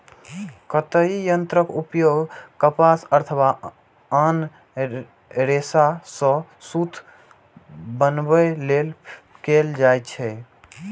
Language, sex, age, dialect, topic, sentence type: Maithili, male, 18-24, Eastern / Thethi, agriculture, statement